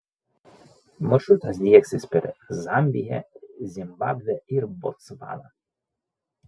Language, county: Lithuanian, Vilnius